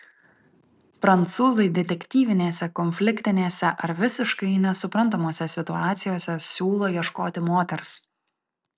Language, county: Lithuanian, Vilnius